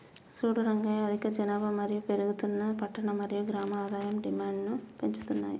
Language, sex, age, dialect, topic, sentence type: Telugu, male, 25-30, Telangana, agriculture, statement